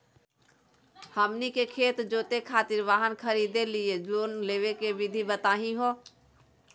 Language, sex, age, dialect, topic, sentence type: Magahi, female, 18-24, Southern, banking, question